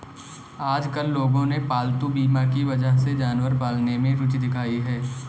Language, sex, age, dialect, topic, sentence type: Hindi, male, 18-24, Kanauji Braj Bhasha, banking, statement